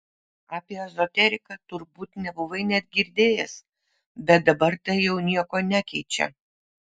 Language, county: Lithuanian, Vilnius